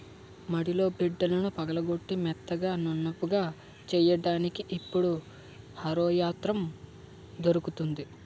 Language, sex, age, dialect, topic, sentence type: Telugu, male, 60-100, Utterandhra, agriculture, statement